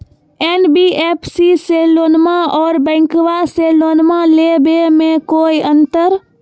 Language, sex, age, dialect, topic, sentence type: Magahi, female, 25-30, Western, banking, question